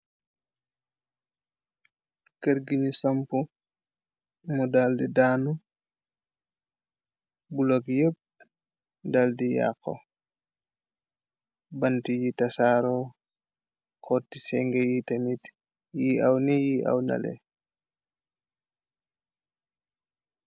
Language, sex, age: Wolof, male, 25-35